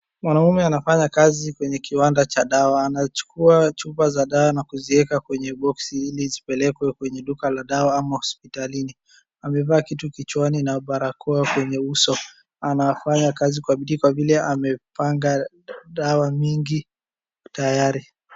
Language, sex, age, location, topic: Swahili, male, 50+, Wajir, health